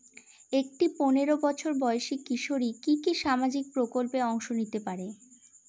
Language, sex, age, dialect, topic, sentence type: Bengali, female, 18-24, Northern/Varendri, banking, question